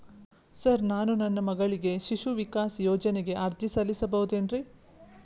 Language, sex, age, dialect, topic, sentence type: Kannada, female, 36-40, Dharwad Kannada, banking, question